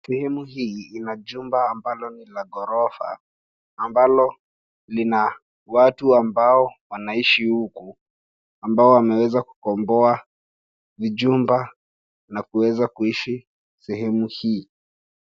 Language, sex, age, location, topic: Swahili, male, 18-24, Nairobi, finance